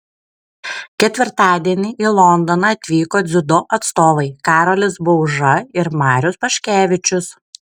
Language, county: Lithuanian, Kaunas